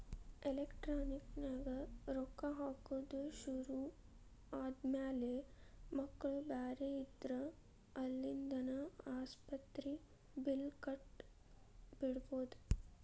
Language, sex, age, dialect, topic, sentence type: Kannada, female, 25-30, Dharwad Kannada, banking, statement